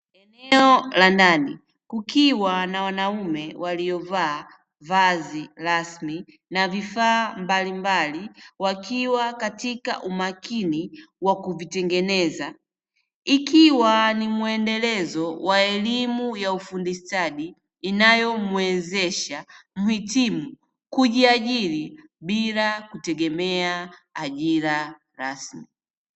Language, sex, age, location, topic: Swahili, female, 25-35, Dar es Salaam, education